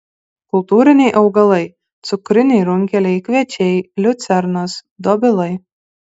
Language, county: Lithuanian, Kaunas